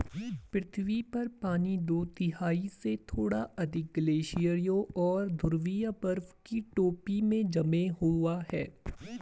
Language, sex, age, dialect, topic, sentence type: Hindi, male, 18-24, Garhwali, agriculture, statement